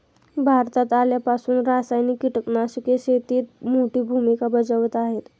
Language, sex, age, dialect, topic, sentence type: Marathi, male, 51-55, Standard Marathi, agriculture, statement